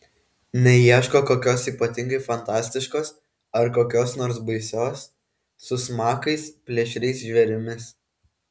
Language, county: Lithuanian, Kaunas